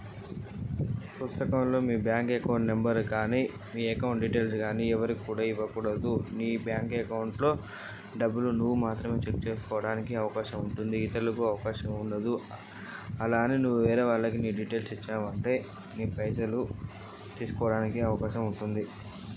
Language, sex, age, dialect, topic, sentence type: Telugu, male, 25-30, Telangana, banking, question